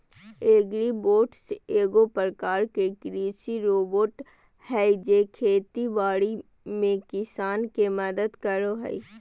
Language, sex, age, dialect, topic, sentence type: Magahi, female, 18-24, Southern, agriculture, statement